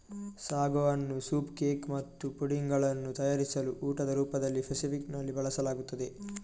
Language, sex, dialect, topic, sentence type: Kannada, male, Coastal/Dakshin, agriculture, statement